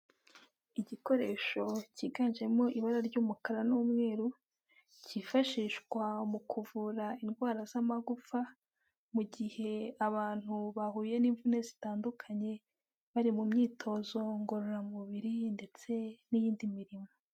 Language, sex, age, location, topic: Kinyarwanda, female, 18-24, Kigali, health